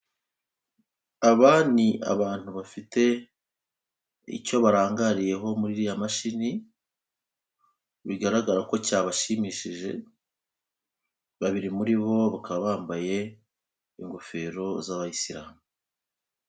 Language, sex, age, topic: Kinyarwanda, male, 36-49, government